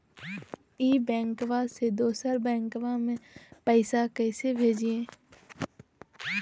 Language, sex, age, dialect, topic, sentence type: Magahi, female, 31-35, Southern, banking, question